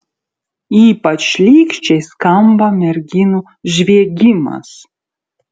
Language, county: Lithuanian, Utena